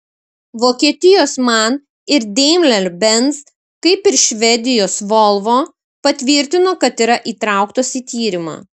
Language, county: Lithuanian, Kaunas